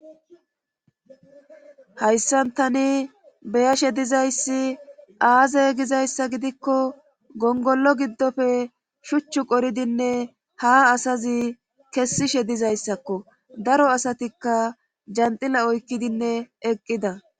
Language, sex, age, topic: Gamo, female, 25-35, government